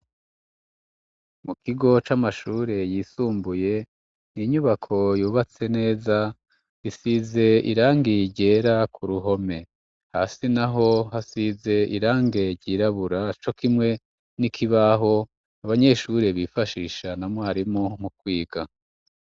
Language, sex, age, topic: Rundi, male, 36-49, education